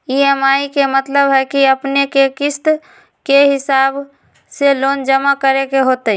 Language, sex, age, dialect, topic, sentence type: Magahi, female, 18-24, Western, banking, question